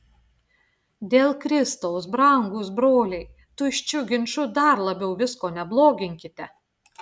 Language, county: Lithuanian, Klaipėda